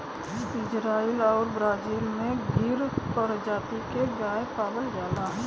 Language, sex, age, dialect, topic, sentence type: Bhojpuri, male, 31-35, Western, agriculture, statement